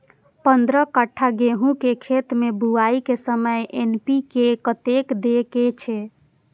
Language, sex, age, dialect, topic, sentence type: Maithili, female, 25-30, Eastern / Thethi, agriculture, question